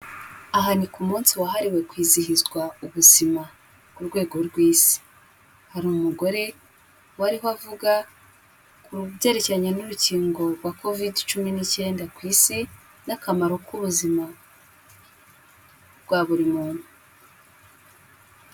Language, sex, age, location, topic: Kinyarwanda, female, 18-24, Kigali, health